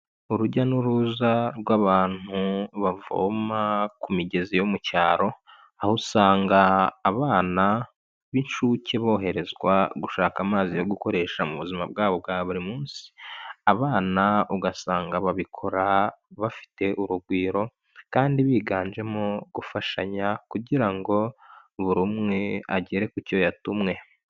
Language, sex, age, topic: Kinyarwanda, male, 25-35, health